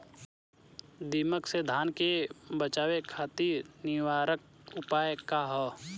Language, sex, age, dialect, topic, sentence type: Bhojpuri, male, 25-30, Southern / Standard, agriculture, question